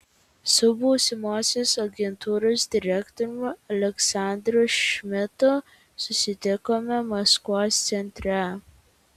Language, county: Lithuanian, Vilnius